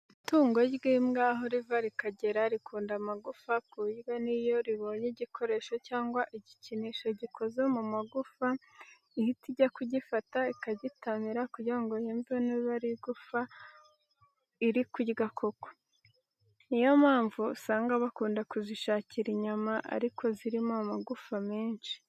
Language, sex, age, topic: Kinyarwanda, female, 36-49, education